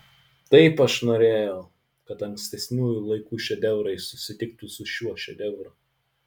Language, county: Lithuanian, Utena